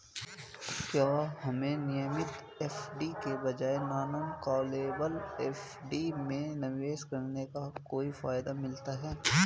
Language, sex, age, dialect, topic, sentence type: Hindi, male, 18-24, Hindustani Malvi Khadi Boli, banking, question